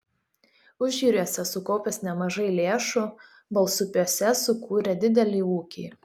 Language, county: Lithuanian, Telšiai